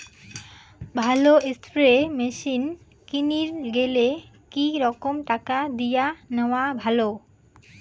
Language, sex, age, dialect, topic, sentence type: Bengali, female, 18-24, Rajbangshi, agriculture, question